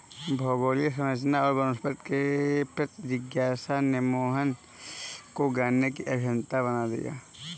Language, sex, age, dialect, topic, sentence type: Hindi, male, 18-24, Kanauji Braj Bhasha, agriculture, statement